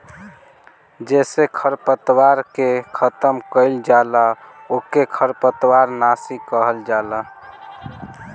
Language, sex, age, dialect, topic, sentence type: Bhojpuri, male, <18, Northern, agriculture, statement